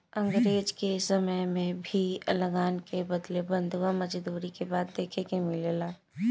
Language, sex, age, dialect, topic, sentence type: Bhojpuri, female, 18-24, Southern / Standard, banking, statement